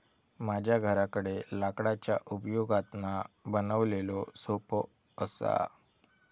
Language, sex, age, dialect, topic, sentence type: Marathi, male, 18-24, Southern Konkan, agriculture, statement